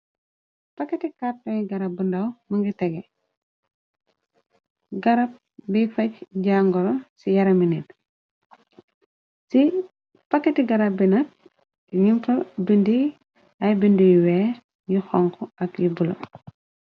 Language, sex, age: Wolof, female, 25-35